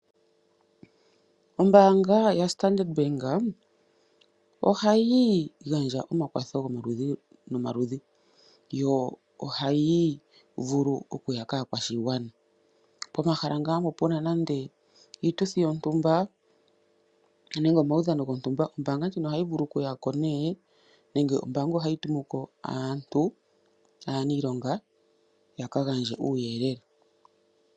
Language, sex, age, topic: Oshiwambo, female, 25-35, finance